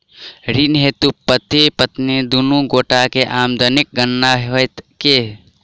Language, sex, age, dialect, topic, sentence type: Maithili, male, 18-24, Southern/Standard, banking, question